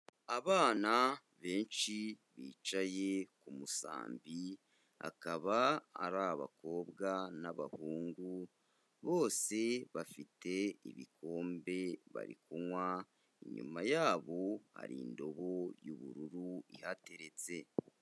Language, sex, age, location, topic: Kinyarwanda, male, 18-24, Kigali, education